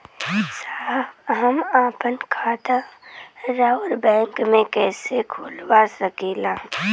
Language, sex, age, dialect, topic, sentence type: Bhojpuri, female, <18, Western, banking, question